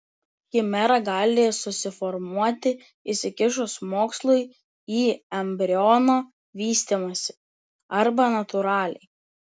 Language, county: Lithuanian, Telšiai